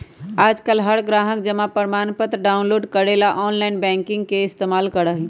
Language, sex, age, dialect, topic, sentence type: Magahi, male, 31-35, Western, banking, statement